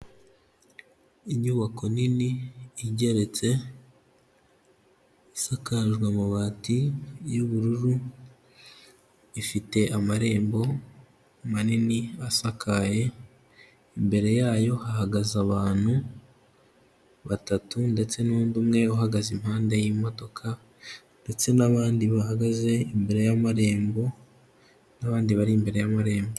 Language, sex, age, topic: Kinyarwanda, male, 18-24, health